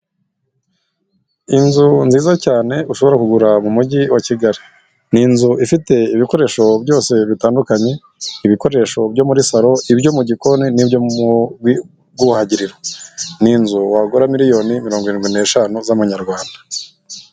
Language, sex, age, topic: Kinyarwanda, male, 25-35, finance